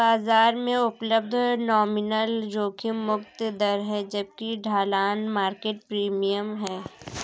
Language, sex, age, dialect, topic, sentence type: Hindi, female, 25-30, Kanauji Braj Bhasha, banking, statement